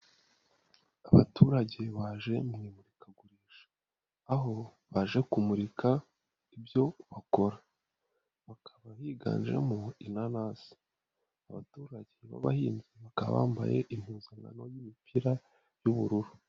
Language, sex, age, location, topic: Kinyarwanda, female, 36-49, Nyagatare, finance